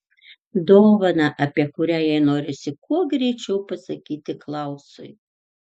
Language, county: Lithuanian, Tauragė